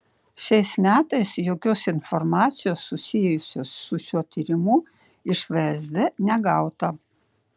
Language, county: Lithuanian, Šiauliai